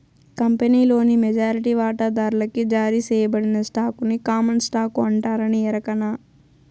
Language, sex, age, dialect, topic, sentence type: Telugu, female, 18-24, Southern, banking, statement